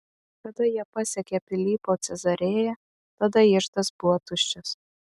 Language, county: Lithuanian, Vilnius